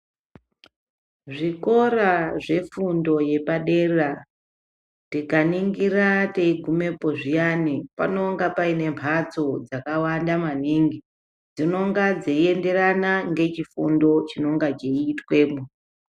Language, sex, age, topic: Ndau, male, 25-35, education